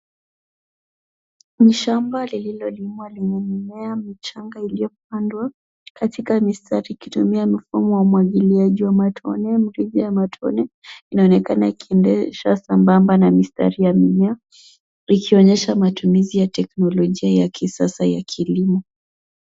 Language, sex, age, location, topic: Swahili, female, 25-35, Nairobi, agriculture